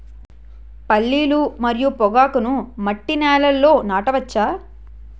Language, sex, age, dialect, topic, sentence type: Telugu, female, 18-24, Utterandhra, agriculture, question